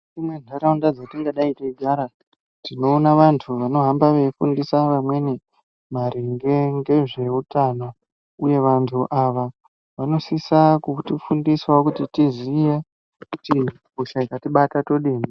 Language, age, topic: Ndau, 50+, health